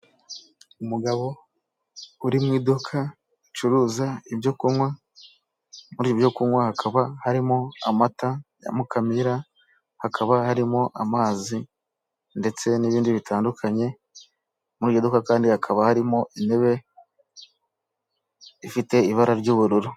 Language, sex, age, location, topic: Kinyarwanda, male, 18-24, Kigali, finance